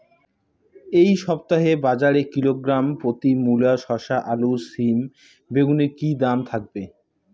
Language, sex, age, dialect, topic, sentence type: Bengali, male, 18-24, Rajbangshi, agriculture, question